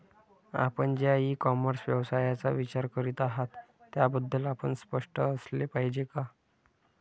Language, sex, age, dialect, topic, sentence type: Marathi, male, 25-30, Standard Marathi, agriculture, question